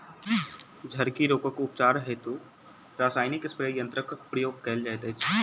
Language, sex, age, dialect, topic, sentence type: Maithili, male, 18-24, Southern/Standard, agriculture, statement